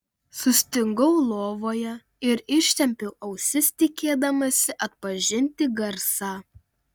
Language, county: Lithuanian, Panevėžys